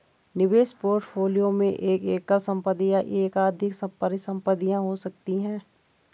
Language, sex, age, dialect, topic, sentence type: Hindi, female, 31-35, Garhwali, banking, statement